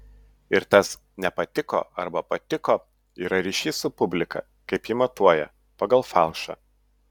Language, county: Lithuanian, Utena